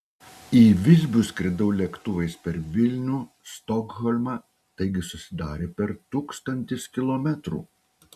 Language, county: Lithuanian, Utena